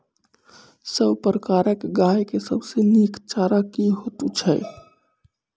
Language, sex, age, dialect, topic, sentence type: Maithili, male, 25-30, Angika, agriculture, question